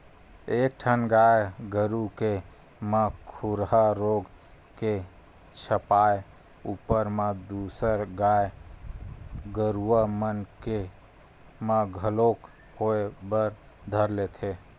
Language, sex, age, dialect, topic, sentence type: Chhattisgarhi, male, 31-35, Western/Budati/Khatahi, agriculture, statement